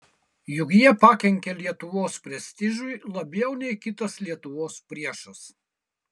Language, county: Lithuanian, Kaunas